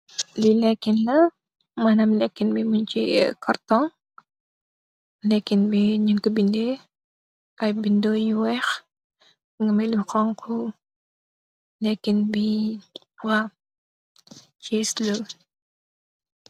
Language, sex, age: Wolof, female, 18-24